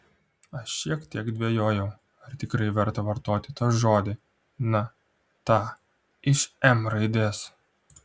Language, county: Lithuanian, Klaipėda